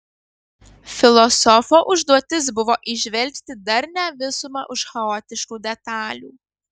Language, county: Lithuanian, Kaunas